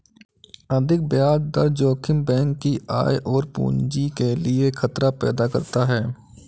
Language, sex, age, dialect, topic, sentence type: Hindi, male, 56-60, Kanauji Braj Bhasha, banking, statement